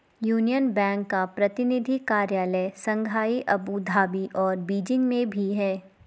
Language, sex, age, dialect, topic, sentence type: Hindi, female, 25-30, Garhwali, banking, statement